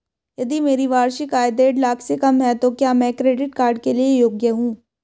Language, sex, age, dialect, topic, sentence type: Hindi, female, 18-24, Hindustani Malvi Khadi Boli, banking, question